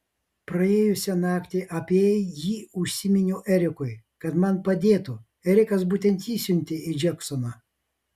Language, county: Lithuanian, Vilnius